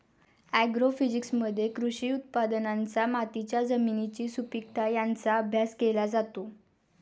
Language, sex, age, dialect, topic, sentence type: Marathi, female, 18-24, Standard Marathi, agriculture, statement